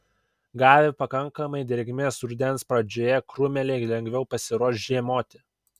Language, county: Lithuanian, Kaunas